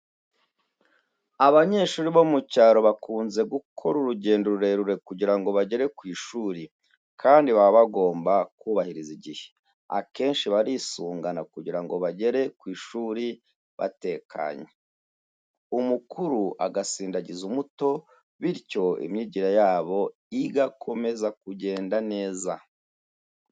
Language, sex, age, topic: Kinyarwanda, male, 36-49, education